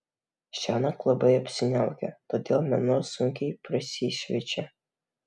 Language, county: Lithuanian, Vilnius